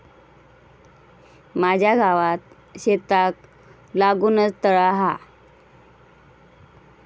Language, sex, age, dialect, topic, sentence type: Marathi, female, 31-35, Southern Konkan, agriculture, statement